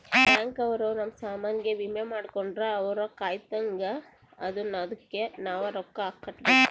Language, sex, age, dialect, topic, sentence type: Kannada, female, 18-24, Central, banking, statement